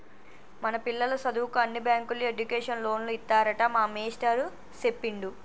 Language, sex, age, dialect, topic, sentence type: Telugu, female, 25-30, Telangana, banking, statement